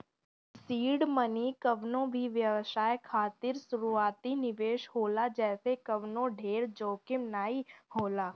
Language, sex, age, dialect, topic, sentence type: Bhojpuri, female, 36-40, Northern, banking, statement